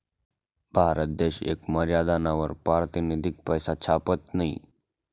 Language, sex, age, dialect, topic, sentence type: Marathi, male, 18-24, Northern Konkan, banking, statement